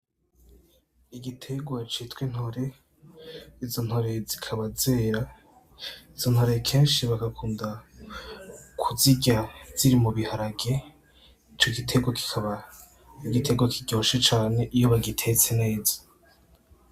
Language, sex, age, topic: Rundi, male, 18-24, agriculture